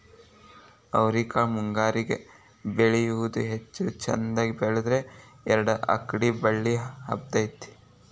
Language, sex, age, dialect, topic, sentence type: Kannada, male, 18-24, Dharwad Kannada, agriculture, statement